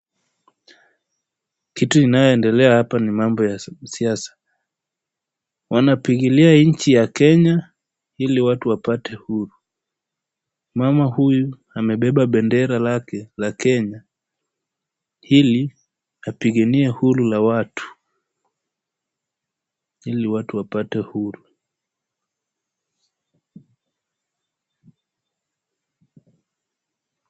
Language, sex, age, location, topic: Swahili, male, 18-24, Kisumu, government